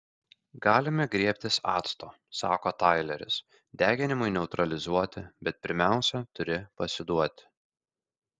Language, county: Lithuanian, Kaunas